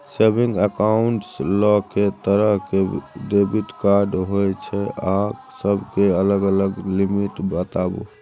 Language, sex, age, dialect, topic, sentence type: Maithili, male, 36-40, Bajjika, banking, question